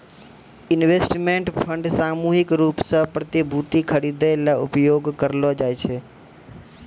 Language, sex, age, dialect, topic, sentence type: Maithili, male, 41-45, Angika, agriculture, statement